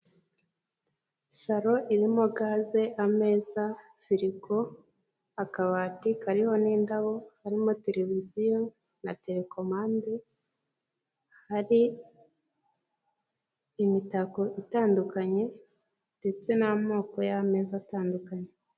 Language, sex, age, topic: Kinyarwanda, female, 18-24, finance